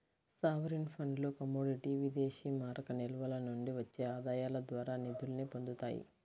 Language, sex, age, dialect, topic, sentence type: Telugu, female, 18-24, Central/Coastal, banking, statement